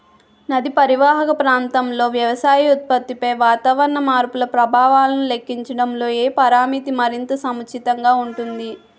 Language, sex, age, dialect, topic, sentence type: Telugu, female, 18-24, Utterandhra, agriculture, question